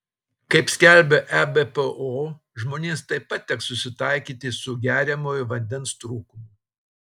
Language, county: Lithuanian, Telšiai